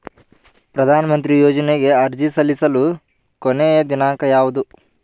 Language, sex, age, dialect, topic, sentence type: Kannada, male, 18-24, Northeastern, banking, question